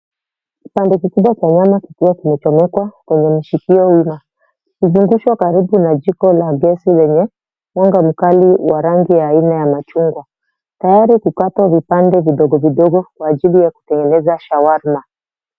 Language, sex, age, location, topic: Swahili, female, 25-35, Mombasa, agriculture